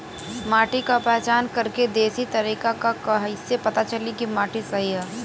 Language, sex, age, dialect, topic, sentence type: Bhojpuri, female, 18-24, Western, agriculture, question